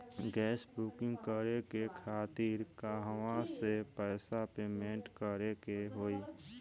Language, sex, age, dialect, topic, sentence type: Bhojpuri, male, 18-24, Southern / Standard, banking, question